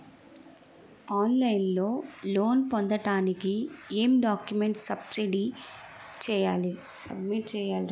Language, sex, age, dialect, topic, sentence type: Telugu, female, 18-24, Utterandhra, banking, question